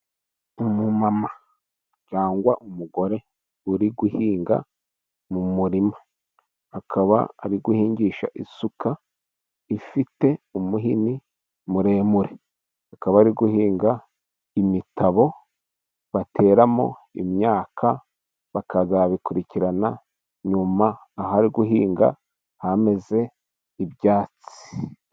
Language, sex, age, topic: Kinyarwanda, male, 36-49, agriculture